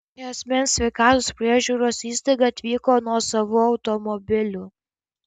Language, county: Lithuanian, Kaunas